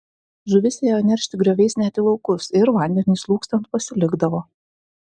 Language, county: Lithuanian, Vilnius